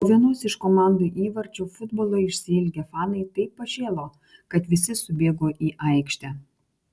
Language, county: Lithuanian, Kaunas